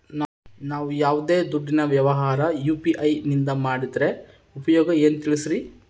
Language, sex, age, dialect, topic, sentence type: Kannada, male, 31-35, Central, banking, question